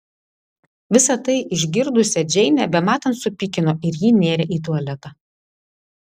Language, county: Lithuanian, Vilnius